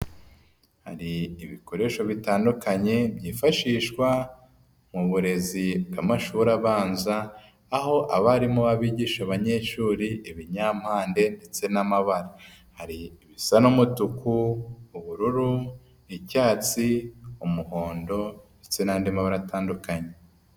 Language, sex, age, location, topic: Kinyarwanda, female, 25-35, Nyagatare, education